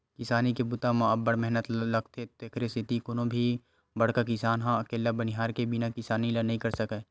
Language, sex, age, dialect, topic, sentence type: Chhattisgarhi, male, 18-24, Western/Budati/Khatahi, agriculture, statement